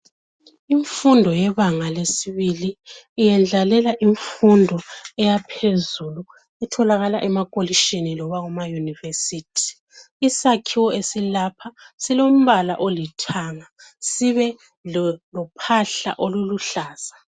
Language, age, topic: North Ndebele, 36-49, education